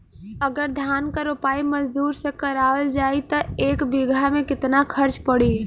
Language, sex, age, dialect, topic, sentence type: Bhojpuri, female, 18-24, Western, agriculture, question